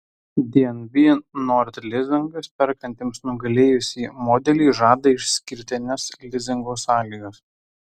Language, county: Lithuanian, Tauragė